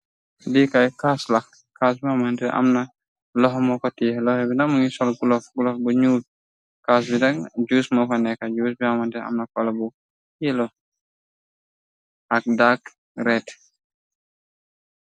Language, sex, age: Wolof, male, 25-35